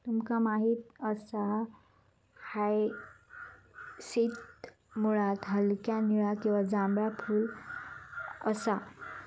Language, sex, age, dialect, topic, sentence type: Marathi, female, 18-24, Southern Konkan, agriculture, statement